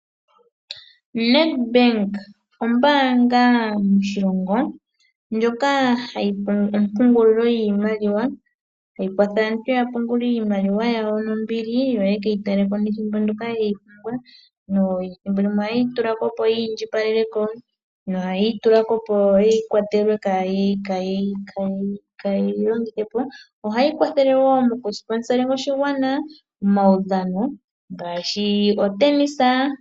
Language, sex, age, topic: Oshiwambo, female, 18-24, finance